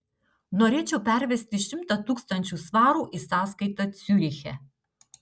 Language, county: Lithuanian, Utena